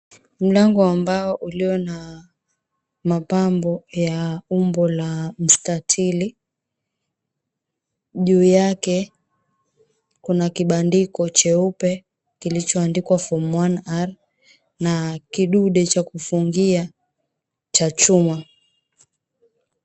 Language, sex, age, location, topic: Swahili, female, 25-35, Mombasa, education